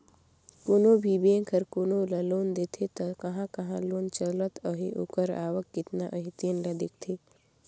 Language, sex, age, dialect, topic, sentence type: Chhattisgarhi, female, 18-24, Northern/Bhandar, banking, statement